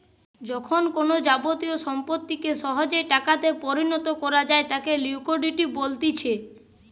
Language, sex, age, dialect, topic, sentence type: Bengali, male, 25-30, Western, banking, statement